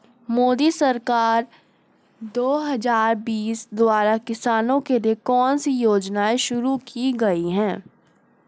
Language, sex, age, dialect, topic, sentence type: Hindi, female, 31-35, Hindustani Malvi Khadi Boli, agriculture, question